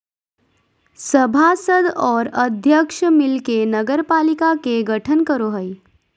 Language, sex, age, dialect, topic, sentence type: Magahi, female, 18-24, Southern, banking, statement